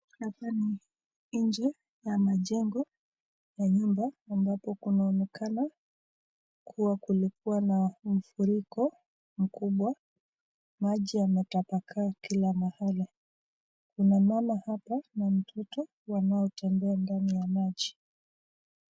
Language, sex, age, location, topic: Swahili, female, 25-35, Nakuru, health